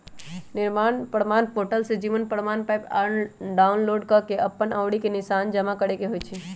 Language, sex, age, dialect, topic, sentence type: Magahi, male, 18-24, Western, banking, statement